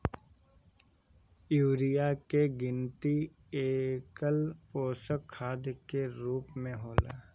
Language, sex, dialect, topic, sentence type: Bhojpuri, male, Northern, agriculture, statement